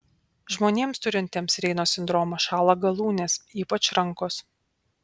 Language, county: Lithuanian, Panevėžys